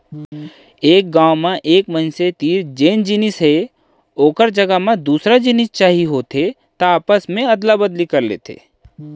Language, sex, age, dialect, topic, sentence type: Chhattisgarhi, male, 31-35, Central, banking, statement